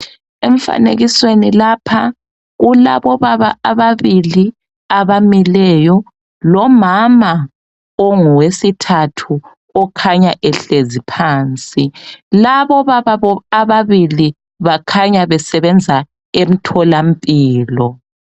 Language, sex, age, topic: North Ndebele, male, 36-49, health